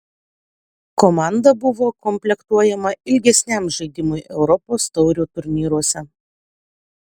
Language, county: Lithuanian, Utena